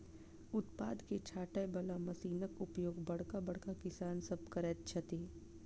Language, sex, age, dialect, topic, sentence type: Maithili, female, 25-30, Southern/Standard, agriculture, statement